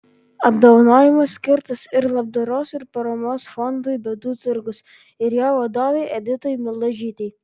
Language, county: Lithuanian, Vilnius